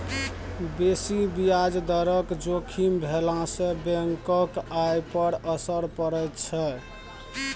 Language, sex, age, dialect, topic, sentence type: Maithili, male, 25-30, Bajjika, banking, statement